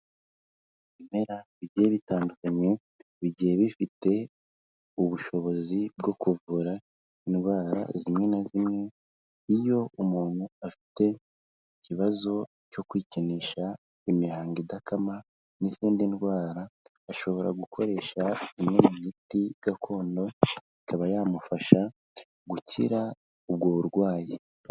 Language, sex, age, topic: Kinyarwanda, female, 18-24, health